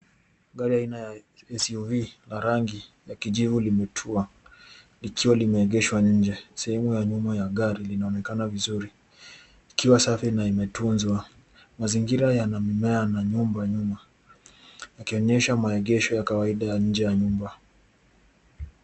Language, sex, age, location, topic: Swahili, male, 18-24, Nairobi, finance